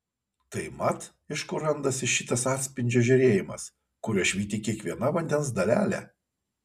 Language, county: Lithuanian, Kaunas